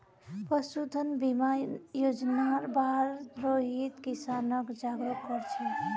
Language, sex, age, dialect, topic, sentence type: Magahi, female, 18-24, Northeastern/Surjapuri, agriculture, statement